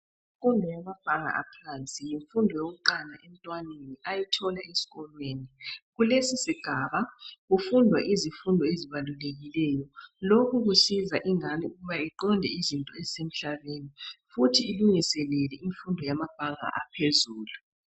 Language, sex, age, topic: North Ndebele, male, 36-49, education